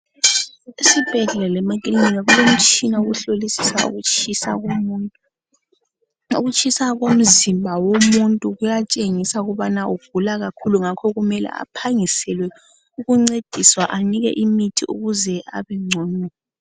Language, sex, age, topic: North Ndebele, female, 18-24, health